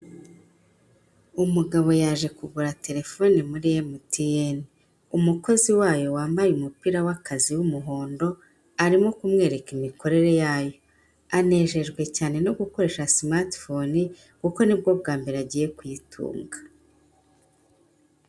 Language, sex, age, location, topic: Kinyarwanda, female, 50+, Kigali, finance